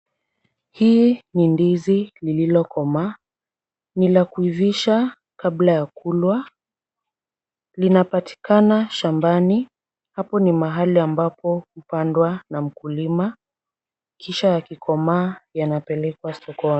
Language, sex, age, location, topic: Swahili, female, 18-24, Kisumu, agriculture